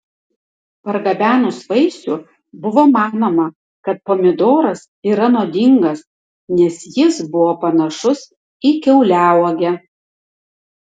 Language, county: Lithuanian, Tauragė